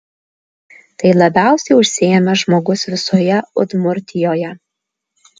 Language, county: Lithuanian, Alytus